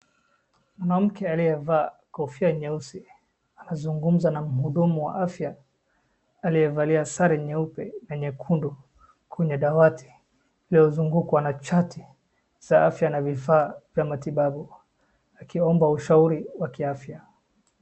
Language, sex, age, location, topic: Swahili, male, 25-35, Wajir, health